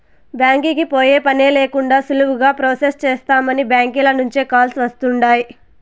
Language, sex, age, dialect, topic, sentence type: Telugu, female, 18-24, Southern, banking, statement